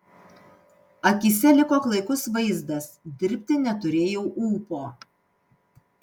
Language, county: Lithuanian, Panevėžys